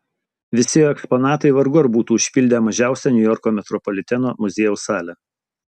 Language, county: Lithuanian, Utena